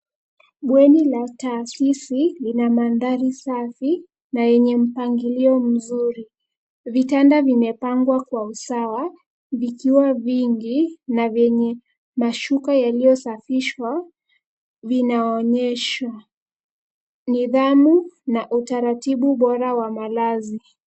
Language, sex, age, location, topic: Swahili, female, 18-24, Nairobi, education